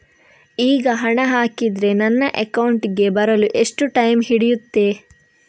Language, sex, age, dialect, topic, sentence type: Kannada, female, 18-24, Coastal/Dakshin, banking, question